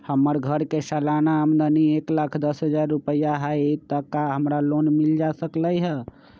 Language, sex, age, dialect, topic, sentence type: Magahi, male, 25-30, Western, banking, question